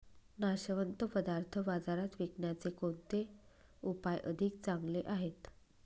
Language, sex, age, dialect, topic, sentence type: Marathi, female, 25-30, Northern Konkan, agriculture, statement